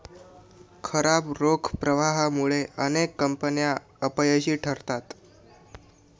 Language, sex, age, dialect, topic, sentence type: Marathi, male, 18-24, Northern Konkan, banking, statement